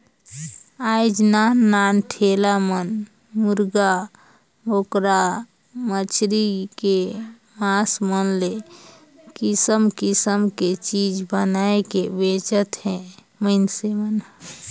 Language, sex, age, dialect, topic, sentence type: Chhattisgarhi, female, 31-35, Northern/Bhandar, agriculture, statement